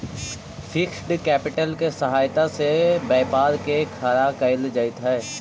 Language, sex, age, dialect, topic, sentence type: Magahi, male, 18-24, Central/Standard, agriculture, statement